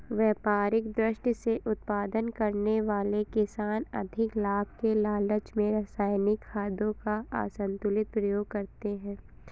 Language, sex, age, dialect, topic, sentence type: Hindi, female, 25-30, Awadhi Bundeli, agriculture, statement